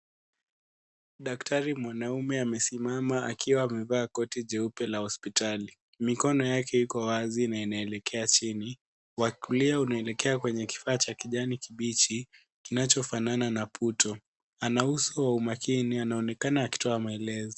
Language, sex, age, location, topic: Swahili, male, 18-24, Kisii, health